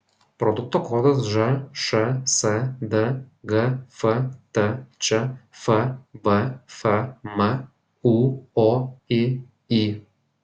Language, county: Lithuanian, Kaunas